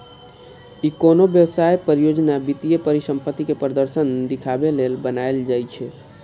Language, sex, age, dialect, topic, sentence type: Maithili, male, 25-30, Eastern / Thethi, banking, statement